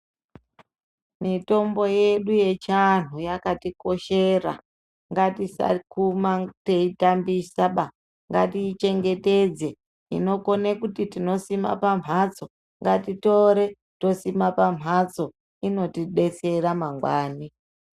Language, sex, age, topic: Ndau, female, 36-49, health